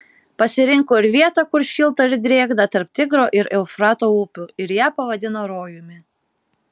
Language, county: Lithuanian, Kaunas